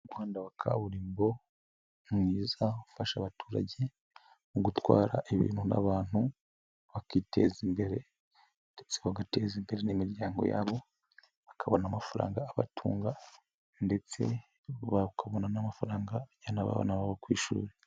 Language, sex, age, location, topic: Kinyarwanda, male, 25-35, Nyagatare, government